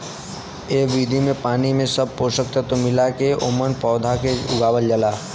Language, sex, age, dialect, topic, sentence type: Bhojpuri, male, 18-24, Western, agriculture, statement